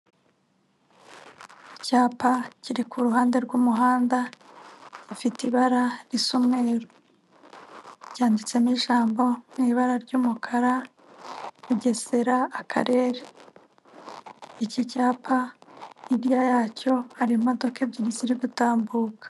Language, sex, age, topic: Kinyarwanda, female, 25-35, government